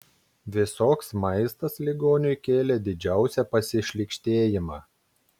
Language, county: Lithuanian, Klaipėda